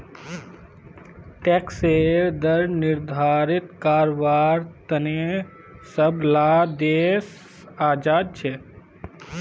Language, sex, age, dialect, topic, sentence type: Magahi, male, 25-30, Northeastern/Surjapuri, banking, statement